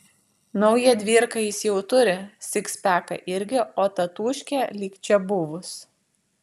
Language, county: Lithuanian, Vilnius